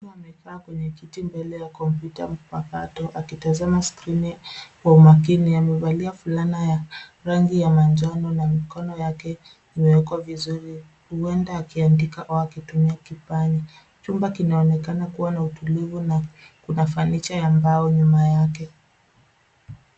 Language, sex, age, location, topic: Swahili, female, 25-35, Nairobi, education